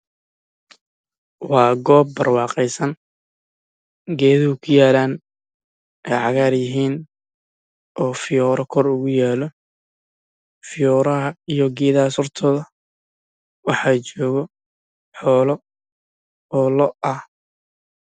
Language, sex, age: Somali, male, 18-24